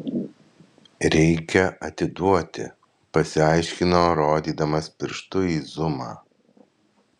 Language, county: Lithuanian, Vilnius